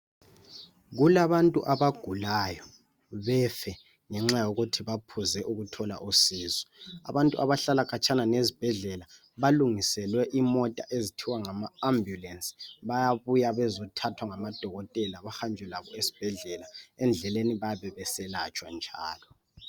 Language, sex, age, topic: North Ndebele, male, 18-24, health